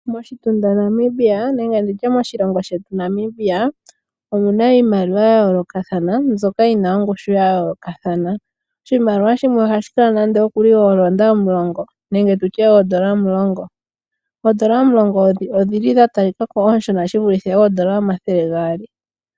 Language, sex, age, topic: Oshiwambo, female, 18-24, finance